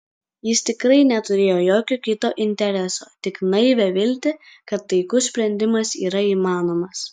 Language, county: Lithuanian, Kaunas